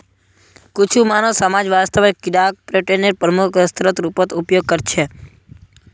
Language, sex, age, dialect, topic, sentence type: Magahi, male, 18-24, Northeastern/Surjapuri, agriculture, statement